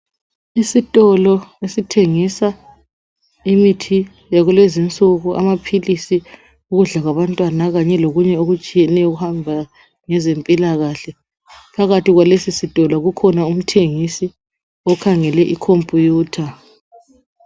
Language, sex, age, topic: North Ndebele, female, 25-35, health